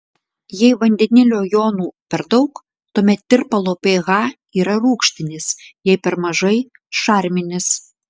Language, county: Lithuanian, Klaipėda